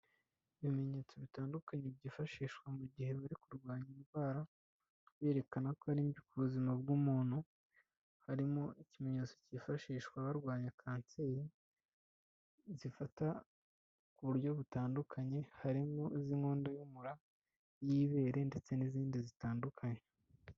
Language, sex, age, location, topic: Kinyarwanda, male, 25-35, Kigali, health